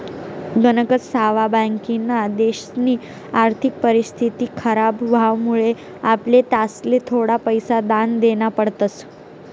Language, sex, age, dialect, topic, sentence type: Marathi, female, 18-24, Northern Konkan, banking, statement